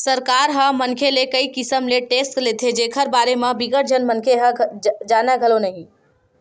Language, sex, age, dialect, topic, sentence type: Chhattisgarhi, female, 18-24, Western/Budati/Khatahi, banking, statement